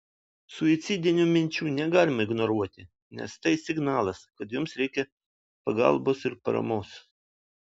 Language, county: Lithuanian, Vilnius